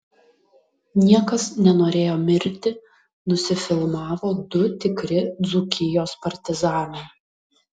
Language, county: Lithuanian, Utena